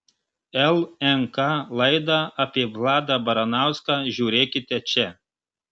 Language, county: Lithuanian, Marijampolė